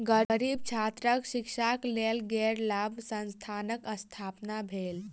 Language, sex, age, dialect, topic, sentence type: Maithili, female, 18-24, Southern/Standard, banking, statement